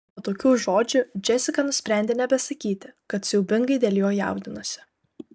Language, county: Lithuanian, Kaunas